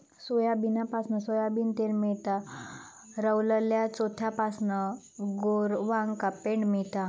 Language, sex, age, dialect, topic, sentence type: Marathi, female, 25-30, Southern Konkan, agriculture, statement